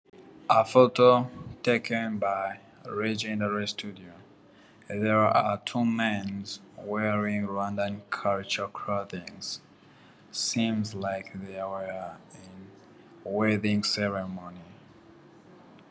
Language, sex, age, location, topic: Kinyarwanda, male, 18-24, Nyagatare, government